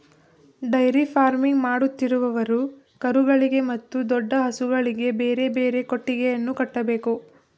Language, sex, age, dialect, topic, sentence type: Kannada, female, 18-24, Mysore Kannada, agriculture, statement